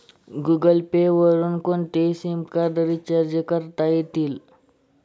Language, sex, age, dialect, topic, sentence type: Marathi, male, 25-30, Standard Marathi, banking, statement